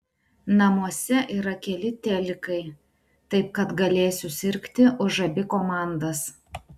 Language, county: Lithuanian, Klaipėda